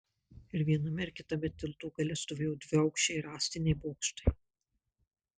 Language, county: Lithuanian, Marijampolė